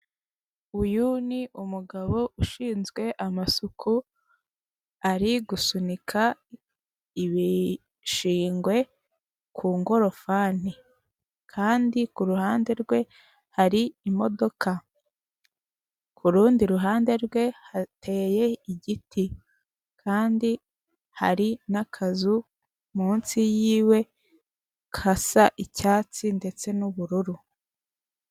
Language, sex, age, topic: Kinyarwanda, female, 18-24, government